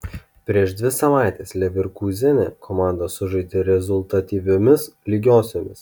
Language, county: Lithuanian, Kaunas